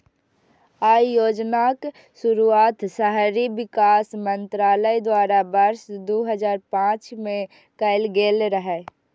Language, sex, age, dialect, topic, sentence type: Maithili, female, 18-24, Eastern / Thethi, banking, statement